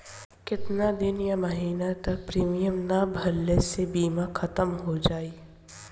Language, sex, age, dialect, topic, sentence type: Bhojpuri, female, 25-30, Southern / Standard, banking, question